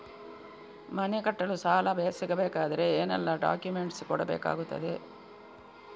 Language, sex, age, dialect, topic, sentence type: Kannada, female, 41-45, Coastal/Dakshin, banking, question